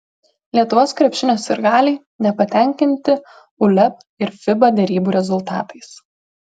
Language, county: Lithuanian, Klaipėda